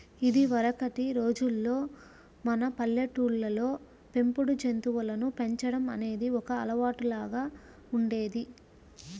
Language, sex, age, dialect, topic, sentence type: Telugu, female, 25-30, Central/Coastal, agriculture, statement